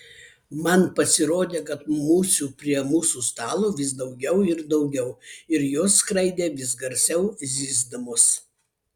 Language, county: Lithuanian, Vilnius